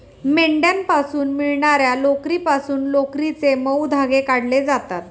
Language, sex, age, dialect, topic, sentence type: Marathi, female, 36-40, Standard Marathi, agriculture, statement